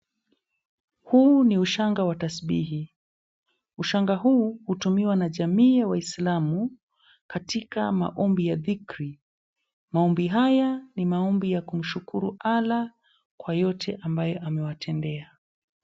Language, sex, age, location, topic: Swahili, male, 25-35, Mombasa, government